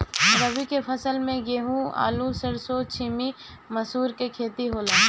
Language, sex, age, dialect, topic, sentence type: Bhojpuri, female, 18-24, Northern, agriculture, statement